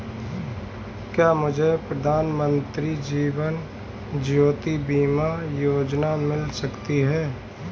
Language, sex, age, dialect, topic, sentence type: Hindi, male, 25-30, Marwari Dhudhari, banking, question